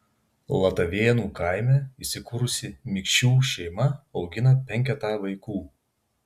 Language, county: Lithuanian, Vilnius